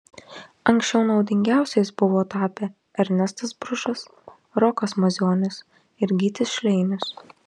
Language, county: Lithuanian, Marijampolė